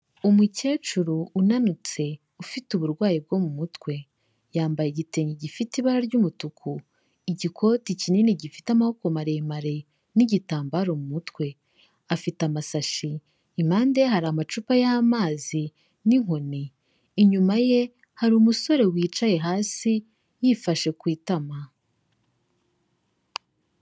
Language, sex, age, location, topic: Kinyarwanda, female, 18-24, Kigali, health